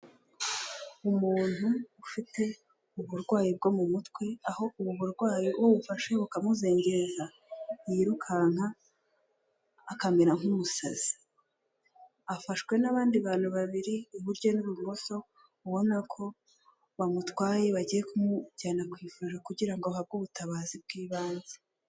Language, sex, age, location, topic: Kinyarwanda, female, 18-24, Kigali, health